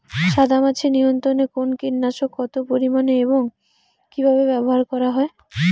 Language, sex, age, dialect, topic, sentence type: Bengali, female, 18-24, Rajbangshi, agriculture, question